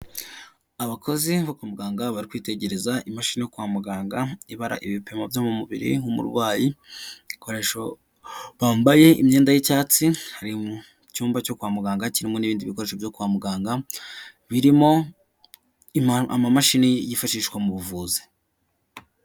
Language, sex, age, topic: Kinyarwanda, male, 18-24, health